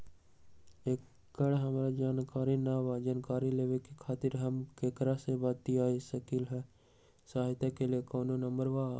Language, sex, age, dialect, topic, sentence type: Magahi, male, 18-24, Western, banking, question